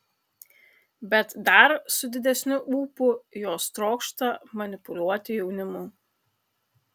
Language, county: Lithuanian, Kaunas